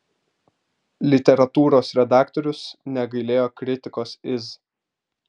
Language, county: Lithuanian, Vilnius